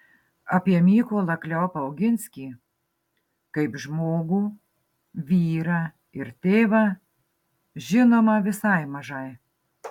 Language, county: Lithuanian, Marijampolė